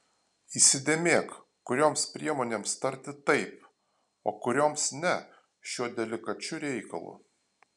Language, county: Lithuanian, Alytus